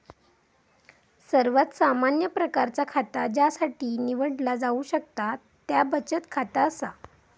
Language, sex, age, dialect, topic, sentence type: Marathi, female, 25-30, Southern Konkan, banking, statement